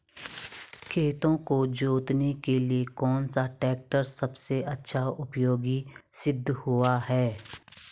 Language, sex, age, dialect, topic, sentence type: Hindi, female, 36-40, Garhwali, agriculture, question